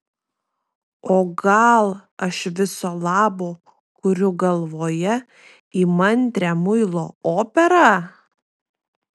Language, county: Lithuanian, Vilnius